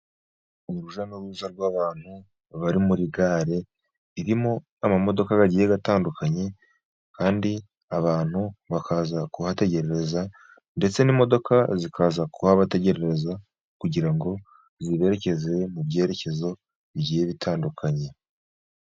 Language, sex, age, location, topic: Kinyarwanda, male, 50+, Musanze, government